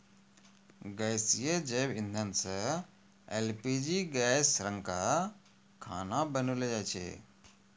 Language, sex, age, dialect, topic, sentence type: Maithili, male, 41-45, Angika, agriculture, statement